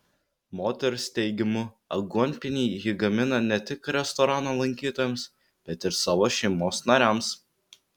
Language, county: Lithuanian, Vilnius